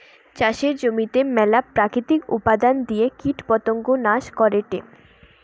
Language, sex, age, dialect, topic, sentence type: Bengali, female, 18-24, Western, agriculture, statement